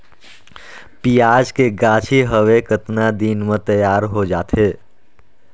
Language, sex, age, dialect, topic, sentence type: Chhattisgarhi, male, 31-35, Northern/Bhandar, agriculture, question